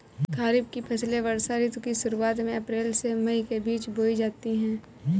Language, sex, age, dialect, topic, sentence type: Hindi, female, 18-24, Kanauji Braj Bhasha, agriculture, statement